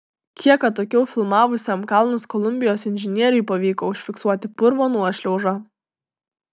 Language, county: Lithuanian, Tauragė